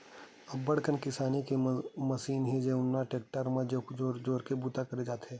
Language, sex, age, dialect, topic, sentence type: Chhattisgarhi, male, 18-24, Western/Budati/Khatahi, agriculture, statement